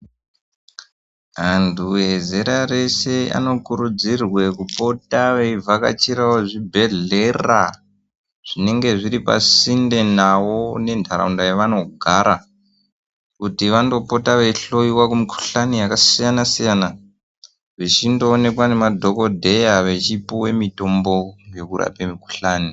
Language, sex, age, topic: Ndau, male, 18-24, health